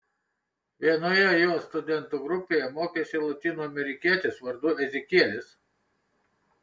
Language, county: Lithuanian, Kaunas